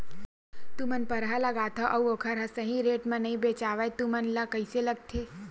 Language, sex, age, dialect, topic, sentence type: Chhattisgarhi, female, 60-100, Western/Budati/Khatahi, agriculture, question